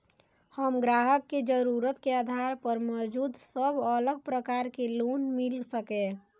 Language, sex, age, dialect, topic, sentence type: Maithili, female, 18-24, Eastern / Thethi, banking, question